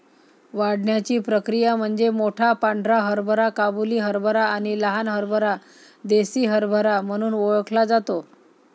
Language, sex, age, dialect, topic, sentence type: Marathi, female, 25-30, Varhadi, agriculture, statement